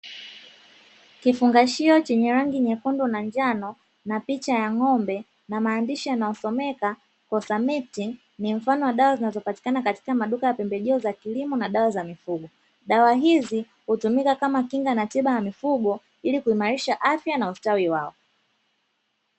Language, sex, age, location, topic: Swahili, female, 25-35, Dar es Salaam, agriculture